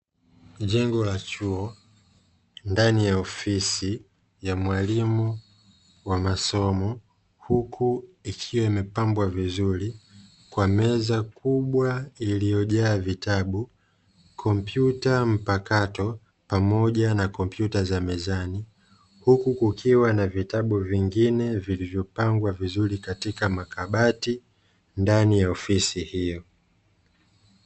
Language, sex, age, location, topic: Swahili, male, 25-35, Dar es Salaam, education